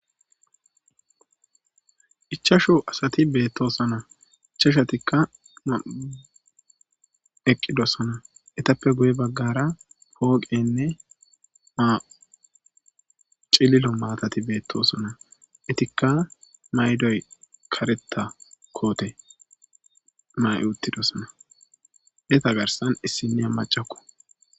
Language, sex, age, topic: Gamo, male, 25-35, government